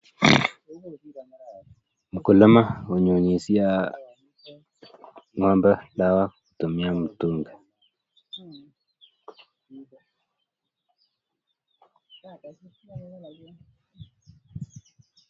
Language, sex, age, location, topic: Swahili, male, 25-35, Nakuru, agriculture